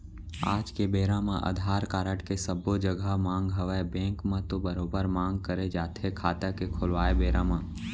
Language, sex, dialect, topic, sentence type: Chhattisgarhi, male, Central, banking, statement